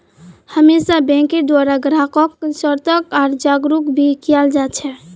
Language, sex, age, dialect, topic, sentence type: Magahi, female, 18-24, Northeastern/Surjapuri, banking, statement